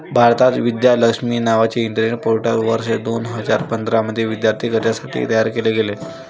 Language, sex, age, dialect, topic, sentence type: Marathi, male, 18-24, Varhadi, banking, statement